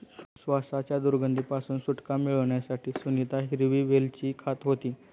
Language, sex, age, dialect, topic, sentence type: Marathi, male, 18-24, Standard Marathi, agriculture, statement